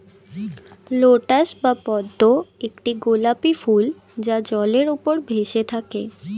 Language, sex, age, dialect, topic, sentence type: Bengali, female, 18-24, Standard Colloquial, agriculture, statement